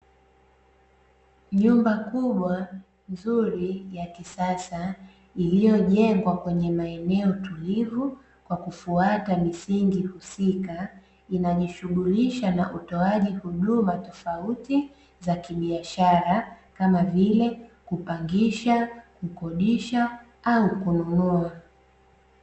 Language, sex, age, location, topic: Swahili, female, 25-35, Dar es Salaam, finance